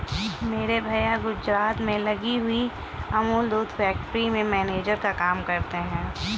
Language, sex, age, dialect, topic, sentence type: Hindi, female, 60-100, Kanauji Braj Bhasha, agriculture, statement